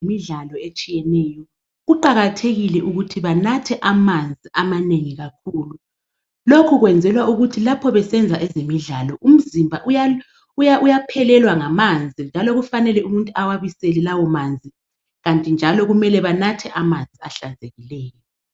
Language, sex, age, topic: North Ndebele, female, 25-35, health